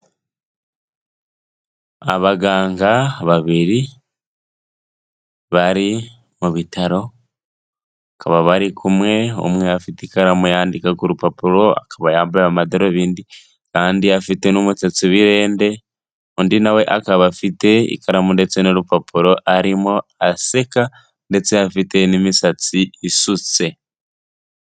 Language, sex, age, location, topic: Kinyarwanda, male, 18-24, Kigali, health